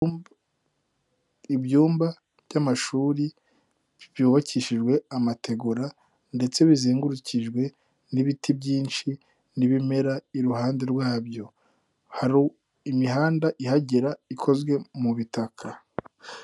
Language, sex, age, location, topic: Kinyarwanda, male, 18-24, Nyagatare, education